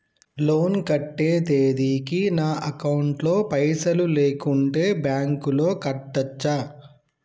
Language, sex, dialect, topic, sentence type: Telugu, male, Telangana, banking, question